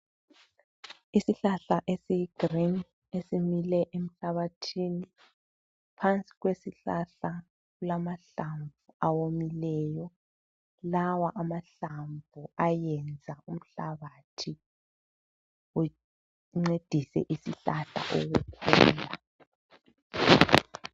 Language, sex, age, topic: North Ndebele, female, 36-49, health